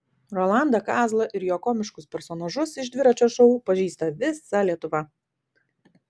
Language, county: Lithuanian, Vilnius